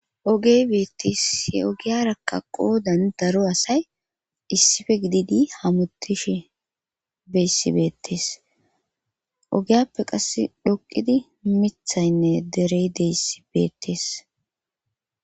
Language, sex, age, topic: Gamo, female, 25-35, government